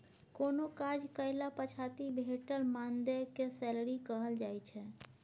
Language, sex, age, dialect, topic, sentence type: Maithili, female, 51-55, Bajjika, banking, statement